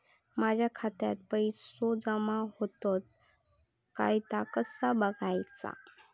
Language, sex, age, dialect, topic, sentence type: Marathi, female, 31-35, Southern Konkan, banking, question